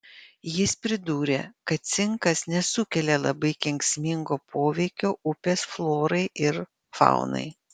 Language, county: Lithuanian, Panevėžys